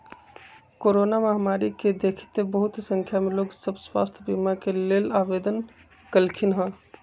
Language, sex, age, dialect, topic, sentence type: Magahi, male, 60-100, Western, banking, statement